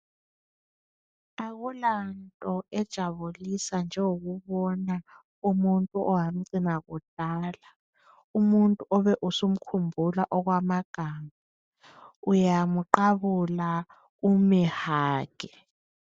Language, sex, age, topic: North Ndebele, female, 25-35, education